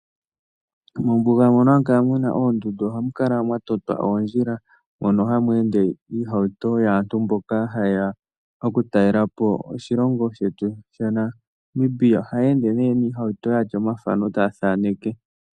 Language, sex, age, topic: Oshiwambo, male, 18-24, agriculture